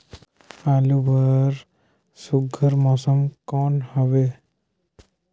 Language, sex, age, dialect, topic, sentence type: Chhattisgarhi, male, 18-24, Northern/Bhandar, agriculture, question